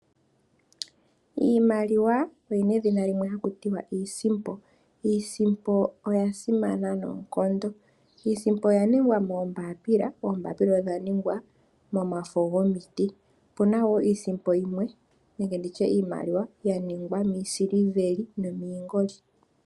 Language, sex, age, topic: Oshiwambo, female, 25-35, finance